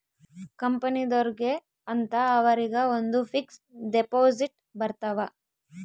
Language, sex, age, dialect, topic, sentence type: Kannada, female, 18-24, Central, banking, statement